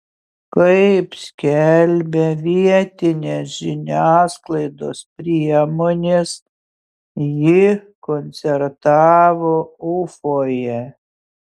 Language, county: Lithuanian, Utena